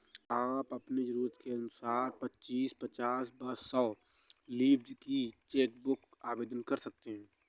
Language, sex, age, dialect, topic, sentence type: Hindi, male, 18-24, Awadhi Bundeli, banking, statement